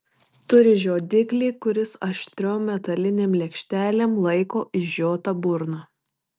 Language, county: Lithuanian, Marijampolė